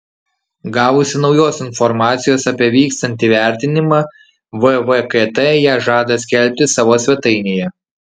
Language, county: Lithuanian, Kaunas